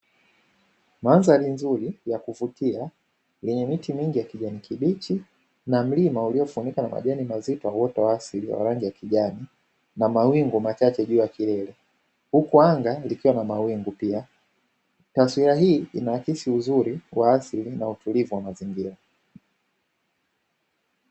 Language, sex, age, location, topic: Swahili, male, 25-35, Dar es Salaam, agriculture